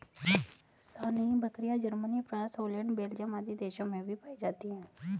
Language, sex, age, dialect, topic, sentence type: Hindi, female, 36-40, Hindustani Malvi Khadi Boli, agriculture, statement